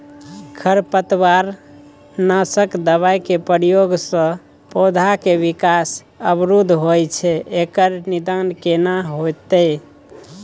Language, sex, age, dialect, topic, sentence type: Maithili, male, 25-30, Bajjika, agriculture, question